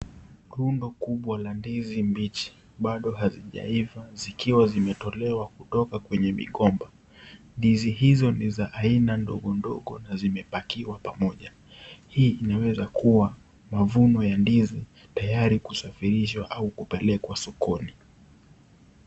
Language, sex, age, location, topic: Swahili, male, 18-24, Kisii, agriculture